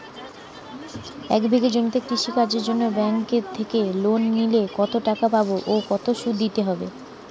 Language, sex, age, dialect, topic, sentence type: Bengali, female, 18-24, Western, agriculture, question